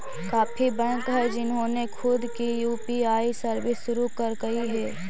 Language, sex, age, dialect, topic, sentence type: Magahi, female, 25-30, Central/Standard, banking, statement